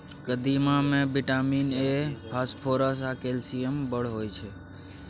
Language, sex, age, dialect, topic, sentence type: Maithili, male, 25-30, Bajjika, agriculture, statement